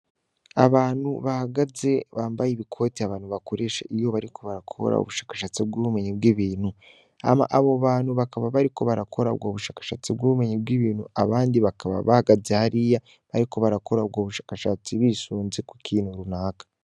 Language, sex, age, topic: Rundi, male, 18-24, education